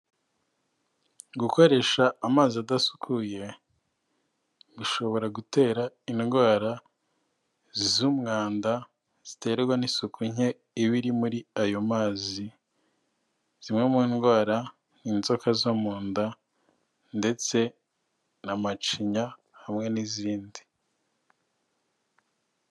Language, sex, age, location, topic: Kinyarwanda, male, 25-35, Kigali, health